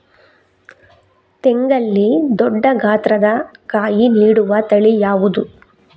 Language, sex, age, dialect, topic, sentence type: Kannada, female, 36-40, Coastal/Dakshin, agriculture, question